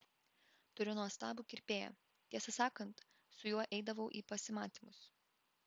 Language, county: Lithuanian, Vilnius